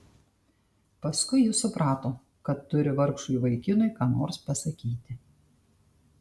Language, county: Lithuanian, Tauragė